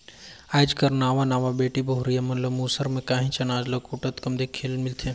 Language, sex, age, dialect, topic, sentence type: Chhattisgarhi, male, 25-30, Northern/Bhandar, agriculture, statement